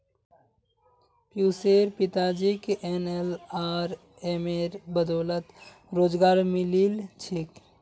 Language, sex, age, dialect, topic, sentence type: Magahi, male, 56-60, Northeastern/Surjapuri, banking, statement